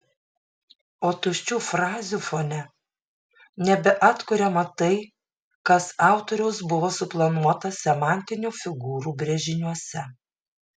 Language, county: Lithuanian, Šiauliai